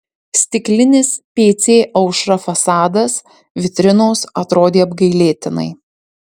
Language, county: Lithuanian, Marijampolė